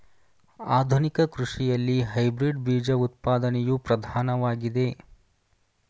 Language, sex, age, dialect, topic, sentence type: Kannada, male, 31-35, Mysore Kannada, agriculture, statement